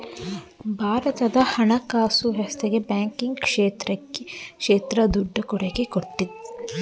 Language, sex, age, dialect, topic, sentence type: Kannada, female, 18-24, Mysore Kannada, banking, statement